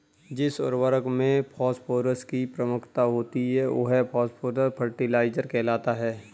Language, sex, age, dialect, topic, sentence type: Hindi, male, 31-35, Kanauji Braj Bhasha, agriculture, statement